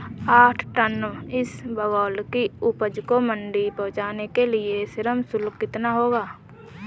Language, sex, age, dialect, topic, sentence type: Hindi, female, 31-35, Marwari Dhudhari, agriculture, question